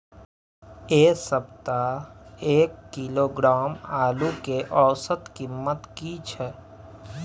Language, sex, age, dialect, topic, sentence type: Maithili, male, 25-30, Bajjika, agriculture, question